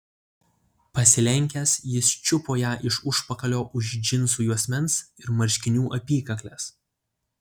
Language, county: Lithuanian, Utena